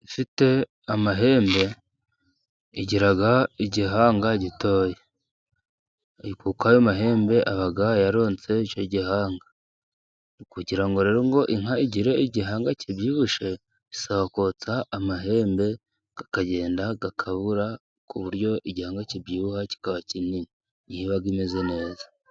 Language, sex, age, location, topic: Kinyarwanda, male, 36-49, Musanze, agriculture